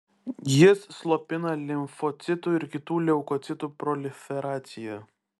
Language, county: Lithuanian, Klaipėda